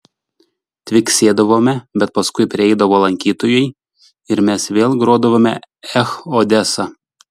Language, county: Lithuanian, Šiauliai